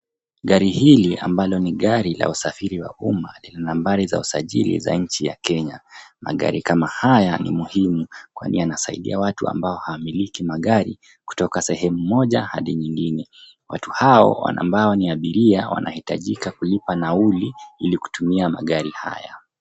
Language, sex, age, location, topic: Swahili, male, 25-35, Nairobi, government